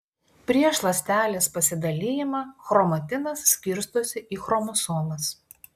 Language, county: Lithuanian, Klaipėda